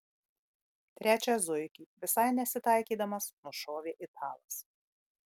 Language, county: Lithuanian, Marijampolė